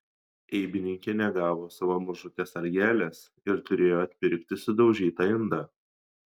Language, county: Lithuanian, Šiauliai